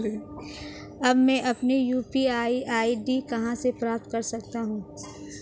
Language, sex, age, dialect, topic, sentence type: Hindi, female, 18-24, Marwari Dhudhari, banking, question